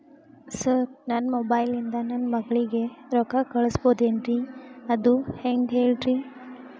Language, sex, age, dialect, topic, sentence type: Kannada, female, 18-24, Dharwad Kannada, banking, question